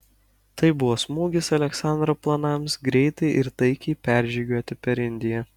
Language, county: Lithuanian, Kaunas